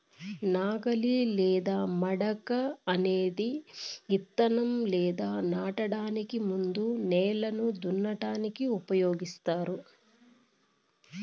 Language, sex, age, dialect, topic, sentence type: Telugu, female, 41-45, Southern, agriculture, statement